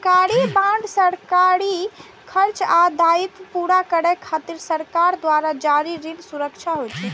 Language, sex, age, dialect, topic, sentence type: Maithili, male, 36-40, Eastern / Thethi, banking, statement